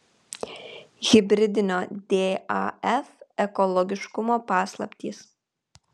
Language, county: Lithuanian, Kaunas